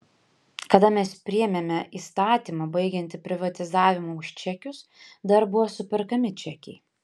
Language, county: Lithuanian, Panevėžys